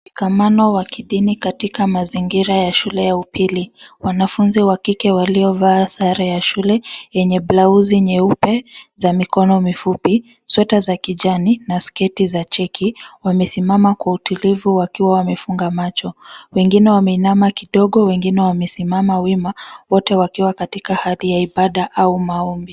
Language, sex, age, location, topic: Swahili, female, 25-35, Nairobi, education